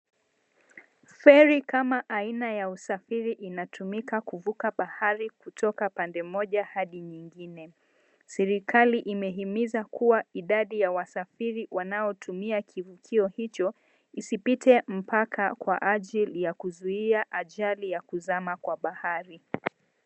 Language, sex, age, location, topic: Swahili, female, 25-35, Mombasa, government